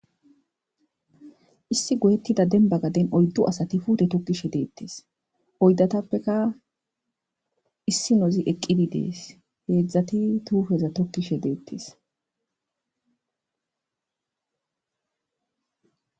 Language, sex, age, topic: Gamo, female, 25-35, agriculture